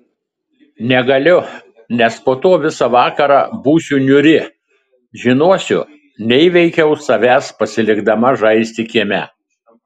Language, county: Lithuanian, Telšiai